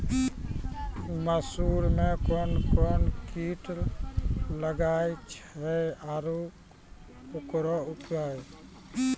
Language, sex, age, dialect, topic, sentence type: Maithili, male, 36-40, Angika, agriculture, question